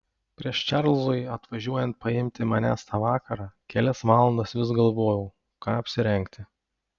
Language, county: Lithuanian, Panevėžys